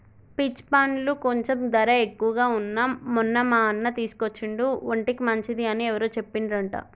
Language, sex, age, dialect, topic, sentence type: Telugu, male, 36-40, Telangana, agriculture, statement